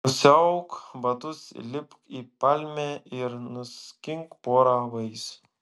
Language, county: Lithuanian, Šiauliai